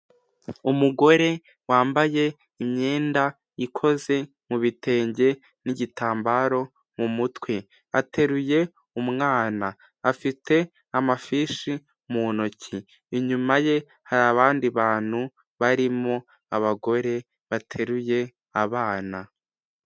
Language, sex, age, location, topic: Kinyarwanda, male, 18-24, Huye, health